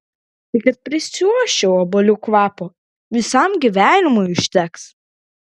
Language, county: Lithuanian, Klaipėda